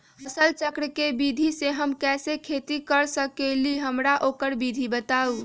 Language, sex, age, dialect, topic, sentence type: Magahi, female, 31-35, Western, agriculture, question